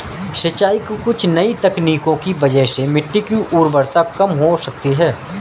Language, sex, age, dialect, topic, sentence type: Hindi, male, 31-35, Marwari Dhudhari, agriculture, statement